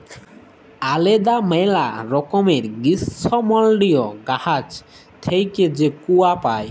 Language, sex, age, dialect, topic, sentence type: Bengali, male, 18-24, Jharkhandi, agriculture, statement